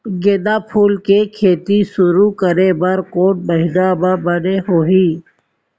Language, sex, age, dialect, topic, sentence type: Chhattisgarhi, female, 18-24, Central, agriculture, question